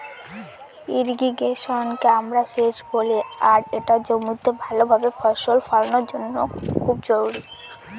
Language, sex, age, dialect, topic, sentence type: Bengali, female, <18, Northern/Varendri, agriculture, statement